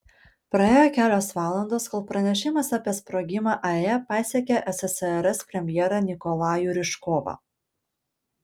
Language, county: Lithuanian, Panevėžys